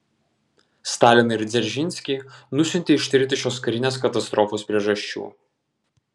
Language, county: Lithuanian, Vilnius